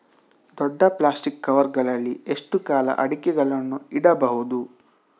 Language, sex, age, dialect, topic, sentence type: Kannada, male, 18-24, Coastal/Dakshin, agriculture, question